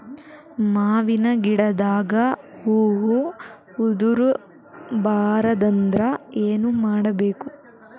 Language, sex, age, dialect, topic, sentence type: Kannada, female, 18-24, Dharwad Kannada, agriculture, question